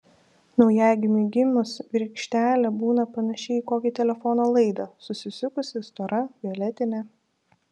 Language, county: Lithuanian, Šiauliai